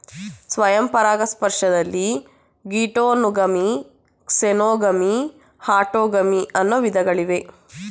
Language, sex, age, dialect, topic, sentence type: Kannada, female, 18-24, Mysore Kannada, agriculture, statement